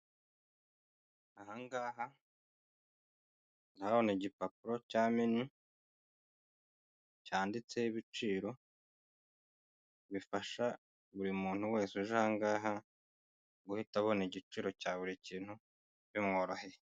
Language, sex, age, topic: Kinyarwanda, male, 25-35, finance